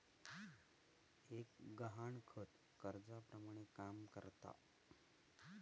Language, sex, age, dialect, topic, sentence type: Marathi, male, 31-35, Southern Konkan, banking, statement